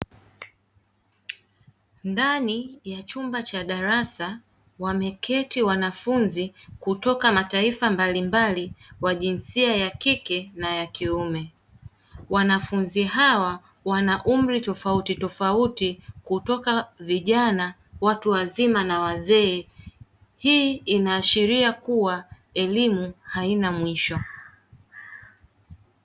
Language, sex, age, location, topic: Swahili, female, 18-24, Dar es Salaam, education